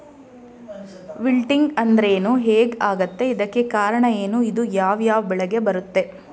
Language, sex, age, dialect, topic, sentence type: Kannada, female, 25-30, Mysore Kannada, agriculture, statement